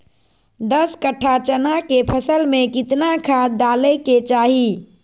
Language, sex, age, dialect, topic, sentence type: Magahi, female, 41-45, Southern, agriculture, question